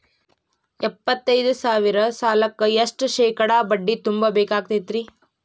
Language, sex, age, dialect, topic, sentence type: Kannada, female, 18-24, Dharwad Kannada, banking, question